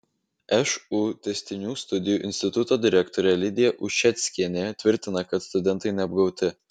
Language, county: Lithuanian, Vilnius